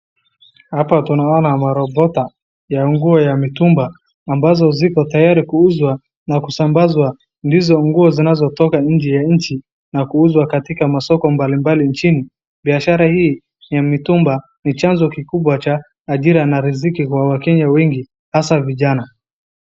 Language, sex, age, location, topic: Swahili, male, 25-35, Wajir, finance